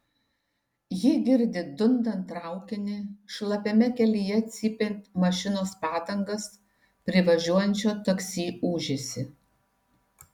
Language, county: Lithuanian, Šiauliai